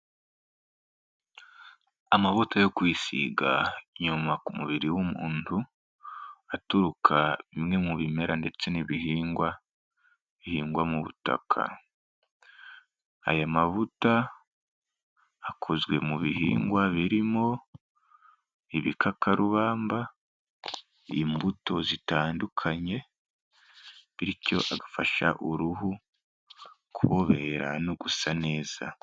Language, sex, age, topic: Kinyarwanda, male, 18-24, health